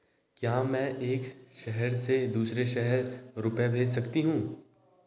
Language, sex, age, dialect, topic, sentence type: Hindi, male, 25-30, Hindustani Malvi Khadi Boli, banking, question